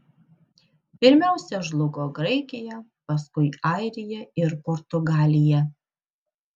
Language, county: Lithuanian, Kaunas